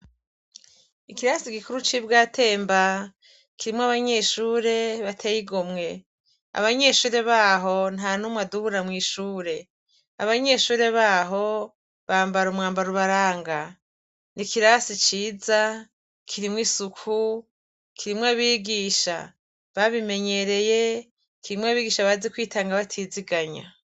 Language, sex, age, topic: Rundi, female, 36-49, education